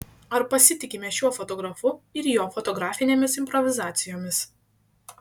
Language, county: Lithuanian, Šiauliai